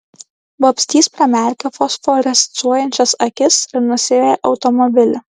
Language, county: Lithuanian, Klaipėda